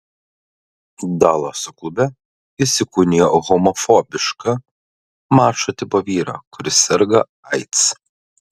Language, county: Lithuanian, Klaipėda